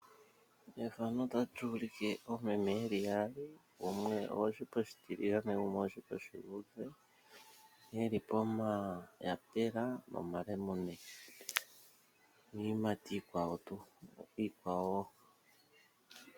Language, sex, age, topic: Oshiwambo, male, 36-49, finance